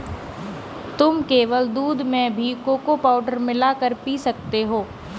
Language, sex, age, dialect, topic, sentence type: Hindi, female, 18-24, Kanauji Braj Bhasha, agriculture, statement